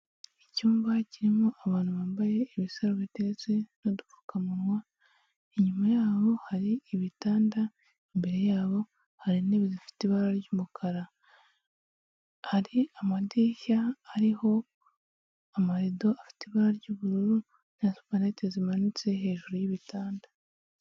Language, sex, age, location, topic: Kinyarwanda, female, 18-24, Huye, health